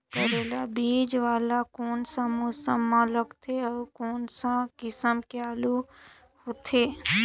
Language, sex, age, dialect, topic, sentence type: Chhattisgarhi, female, 25-30, Northern/Bhandar, agriculture, question